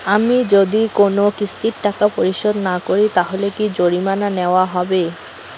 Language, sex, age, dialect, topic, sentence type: Bengali, female, 18-24, Rajbangshi, banking, question